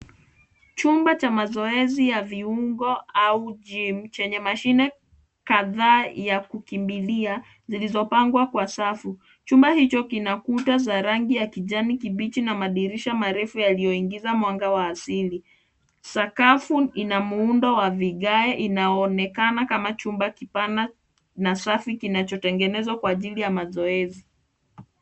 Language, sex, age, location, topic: Swahili, female, 25-35, Nairobi, education